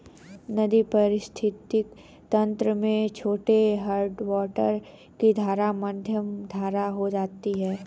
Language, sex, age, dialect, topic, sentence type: Hindi, female, 31-35, Hindustani Malvi Khadi Boli, agriculture, statement